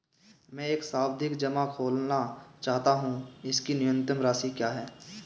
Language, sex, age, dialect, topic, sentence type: Hindi, male, 18-24, Marwari Dhudhari, banking, question